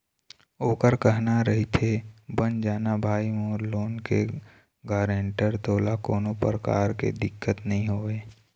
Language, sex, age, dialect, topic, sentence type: Chhattisgarhi, male, 18-24, Eastern, banking, statement